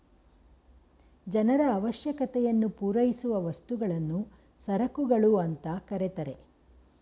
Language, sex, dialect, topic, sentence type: Kannada, female, Mysore Kannada, banking, statement